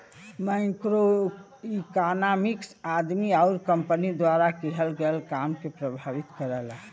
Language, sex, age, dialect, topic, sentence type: Bhojpuri, female, 60-100, Western, banking, statement